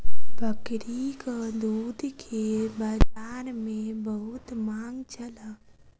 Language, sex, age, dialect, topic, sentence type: Maithili, female, 36-40, Southern/Standard, agriculture, statement